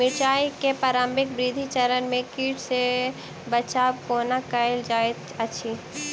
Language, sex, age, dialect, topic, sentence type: Maithili, female, 18-24, Southern/Standard, agriculture, question